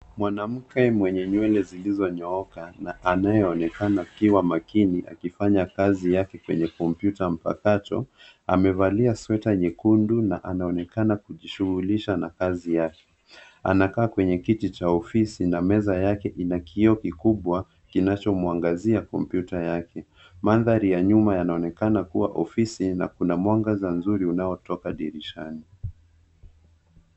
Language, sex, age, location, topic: Swahili, male, 25-35, Nairobi, education